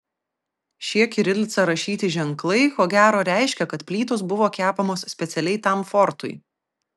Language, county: Lithuanian, Vilnius